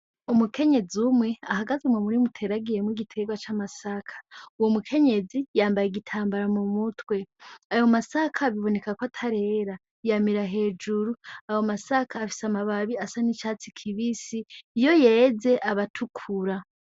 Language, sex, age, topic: Rundi, female, 18-24, agriculture